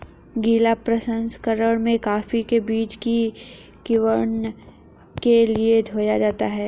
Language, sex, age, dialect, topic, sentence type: Hindi, female, 31-35, Hindustani Malvi Khadi Boli, agriculture, statement